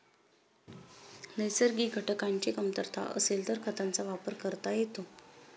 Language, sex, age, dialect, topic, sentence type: Marathi, female, 36-40, Standard Marathi, agriculture, statement